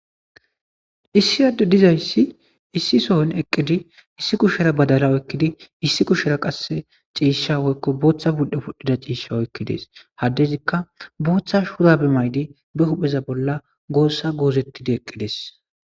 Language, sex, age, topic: Gamo, male, 18-24, agriculture